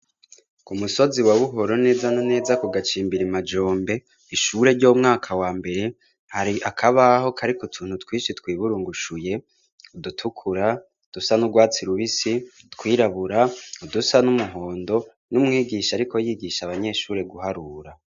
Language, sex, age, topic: Rundi, male, 25-35, education